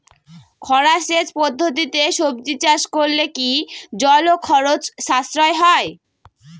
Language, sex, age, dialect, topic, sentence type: Bengali, female, 25-30, Northern/Varendri, agriculture, question